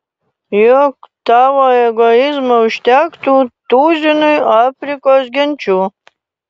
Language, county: Lithuanian, Panevėžys